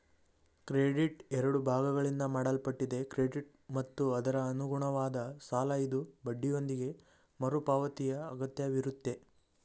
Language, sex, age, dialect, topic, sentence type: Kannada, male, 41-45, Mysore Kannada, banking, statement